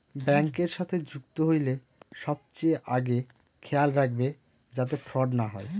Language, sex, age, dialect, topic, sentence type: Bengali, male, 31-35, Northern/Varendri, banking, statement